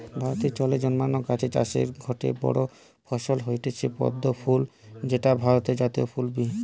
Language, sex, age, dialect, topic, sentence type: Bengali, male, 18-24, Western, agriculture, statement